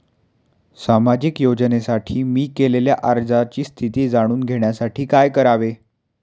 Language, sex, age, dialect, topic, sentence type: Marathi, male, 18-24, Standard Marathi, banking, question